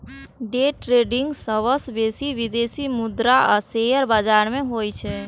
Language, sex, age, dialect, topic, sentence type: Maithili, female, 18-24, Eastern / Thethi, banking, statement